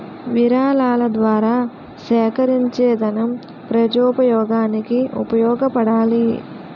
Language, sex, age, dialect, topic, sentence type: Telugu, female, 18-24, Utterandhra, banking, statement